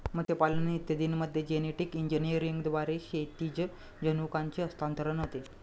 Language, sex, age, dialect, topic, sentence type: Marathi, male, 25-30, Standard Marathi, agriculture, statement